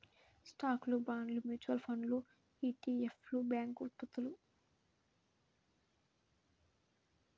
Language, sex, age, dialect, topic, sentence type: Telugu, female, 18-24, Central/Coastal, banking, statement